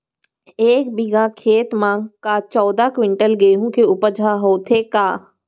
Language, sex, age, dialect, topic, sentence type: Chhattisgarhi, female, 60-100, Central, agriculture, question